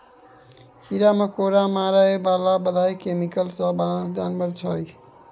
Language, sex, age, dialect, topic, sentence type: Maithili, male, 18-24, Bajjika, agriculture, statement